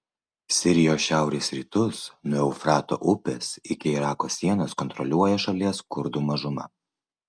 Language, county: Lithuanian, Vilnius